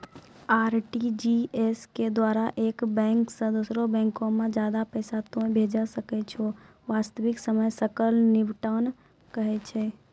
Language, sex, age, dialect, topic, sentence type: Maithili, female, 18-24, Angika, banking, question